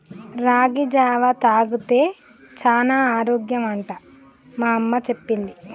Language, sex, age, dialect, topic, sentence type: Telugu, female, 31-35, Telangana, agriculture, statement